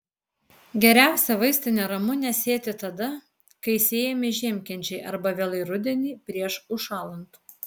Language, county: Lithuanian, Alytus